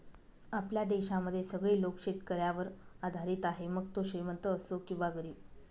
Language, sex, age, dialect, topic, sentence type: Marathi, female, 25-30, Northern Konkan, agriculture, statement